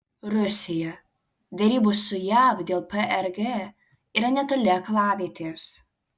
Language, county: Lithuanian, Alytus